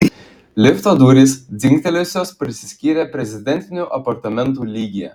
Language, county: Lithuanian, Klaipėda